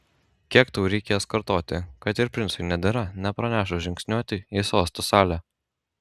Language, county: Lithuanian, Kaunas